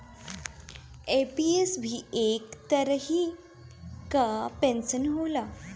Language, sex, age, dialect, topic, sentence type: Bhojpuri, female, 25-30, Northern, banking, statement